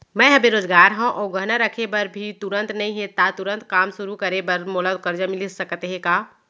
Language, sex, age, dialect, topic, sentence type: Chhattisgarhi, female, 36-40, Central, banking, question